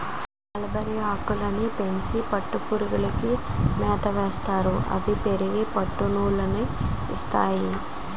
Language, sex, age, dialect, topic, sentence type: Telugu, female, 18-24, Utterandhra, agriculture, statement